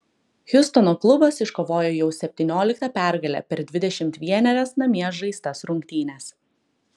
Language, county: Lithuanian, Klaipėda